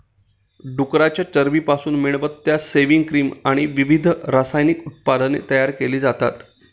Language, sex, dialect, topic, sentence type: Marathi, male, Standard Marathi, agriculture, statement